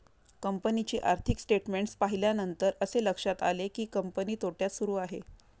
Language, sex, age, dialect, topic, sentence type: Marathi, female, 31-35, Standard Marathi, banking, statement